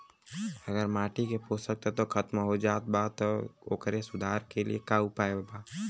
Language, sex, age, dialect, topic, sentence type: Bhojpuri, male, <18, Western, agriculture, question